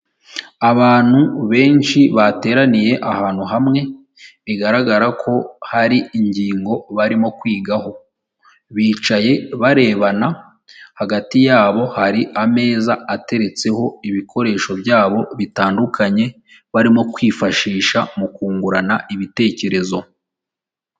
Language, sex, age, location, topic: Kinyarwanda, female, 18-24, Huye, health